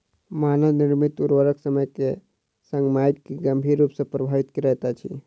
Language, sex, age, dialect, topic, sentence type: Maithili, male, 36-40, Southern/Standard, agriculture, statement